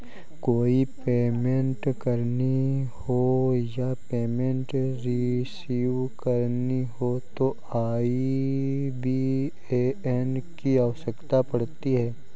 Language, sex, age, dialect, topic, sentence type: Hindi, male, 18-24, Kanauji Braj Bhasha, banking, statement